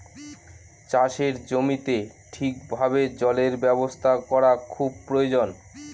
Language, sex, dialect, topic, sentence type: Bengali, male, Northern/Varendri, agriculture, statement